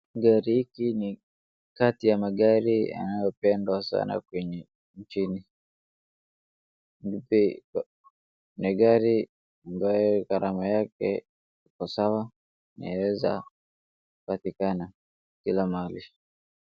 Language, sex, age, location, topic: Swahili, male, 25-35, Wajir, finance